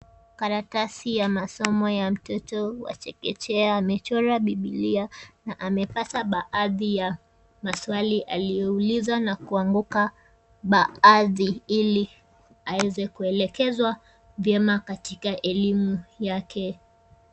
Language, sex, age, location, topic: Swahili, female, 18-24, Kisumu, education